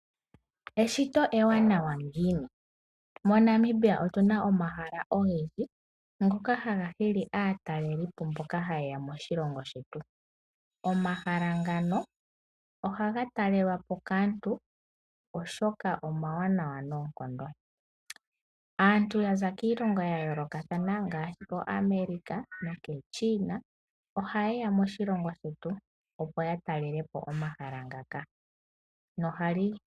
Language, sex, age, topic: Oshiwambo, female, 18-24, agriculture